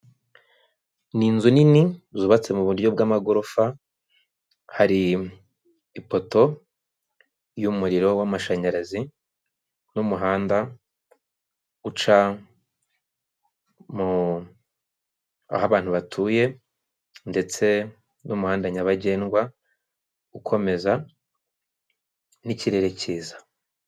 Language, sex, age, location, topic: Kinyarwanda, male, 25-35, Kigali, government